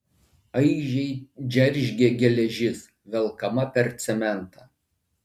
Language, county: Lithuanian, Vilnius